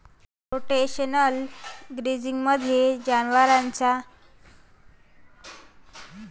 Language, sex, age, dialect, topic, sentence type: Marathi, female, 18-24, Varhadi, agriculture, statement